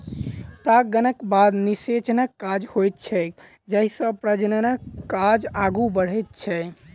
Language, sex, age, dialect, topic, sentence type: Maithili, male, 18-24, Southern/Standard, agriculture, statement